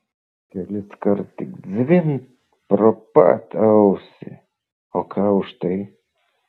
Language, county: Lithuanian, Vilnius